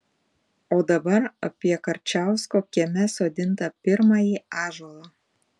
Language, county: Lithuanian, Panevėžys